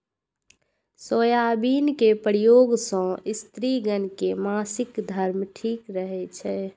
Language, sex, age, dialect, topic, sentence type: Maithili, female, 46-50, Eastern / Thethi, agriculture, statement